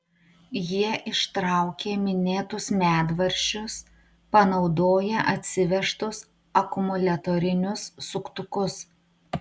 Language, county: Lithuanian, Utena